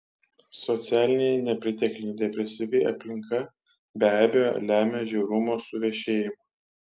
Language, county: Lithuanian, Kaunas